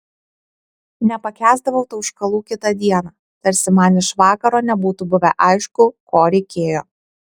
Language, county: Lithuanian, Kaunas